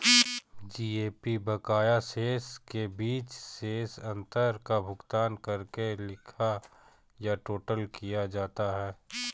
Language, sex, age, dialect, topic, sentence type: Hindi, male, 18-24, Kanauji Braj Bhasha, banking, statement